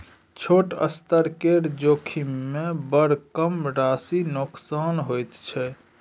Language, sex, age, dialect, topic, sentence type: Maithili, male, 31-35, Bajjika, banking, statement